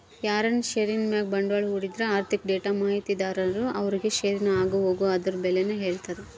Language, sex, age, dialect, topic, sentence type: Kannada, female, 31-35, Central, banking, statement